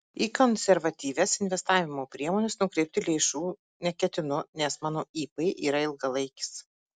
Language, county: Lithuanian, Marijampolė